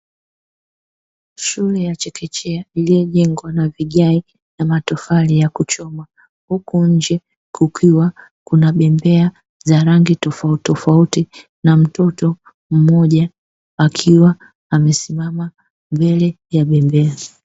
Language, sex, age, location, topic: Swahili, female, 36-49, Dar es Salaam, education